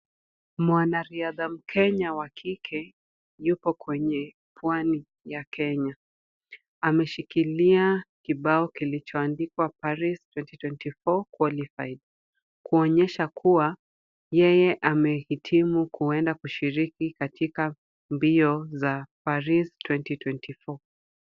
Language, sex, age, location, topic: Swahili, female, 25-35, Kisumu, education